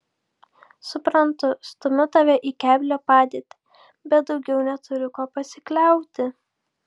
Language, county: Lithuanian, Klaipėda